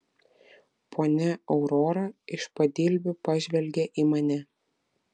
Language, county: Lithuanian, Vilnius